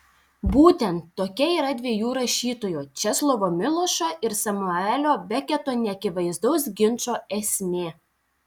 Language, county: Lithuanian, Telšiai